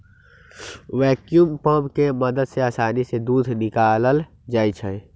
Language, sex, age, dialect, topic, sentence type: Magahi, male, 18-24, Western, agriculture, statement